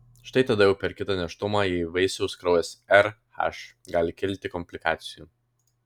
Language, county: Lithuanian, Vilnius